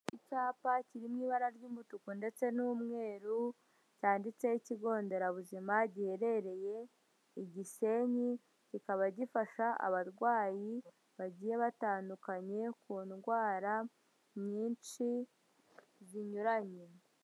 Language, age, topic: Kinyarwanda, 25-35, health